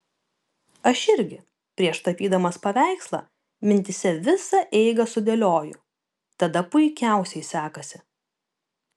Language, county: Lithuanian, Kaunas